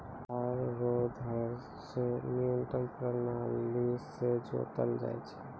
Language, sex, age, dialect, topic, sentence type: Maithili, male, 25-30, Angika, agriculture, statement